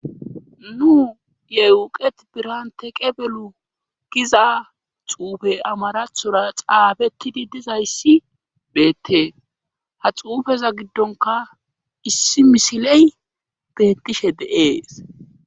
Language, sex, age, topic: Gamo, male, 25-35, government